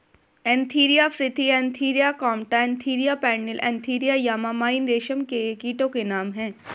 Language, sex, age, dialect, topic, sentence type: Hindi, female, 18-24, Marwari Dhudhari, agriculture, statement